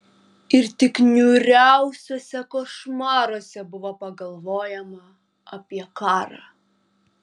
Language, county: Lithuanian, Kaunas